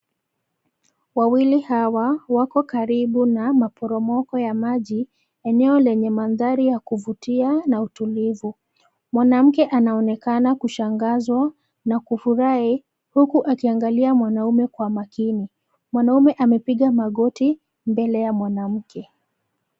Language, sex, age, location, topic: Swahili, female, 25-35, Nairobi, government